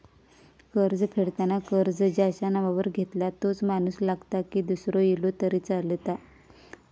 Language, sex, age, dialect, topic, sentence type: Marathi, female, 25-30, Southern Konkan, banking, question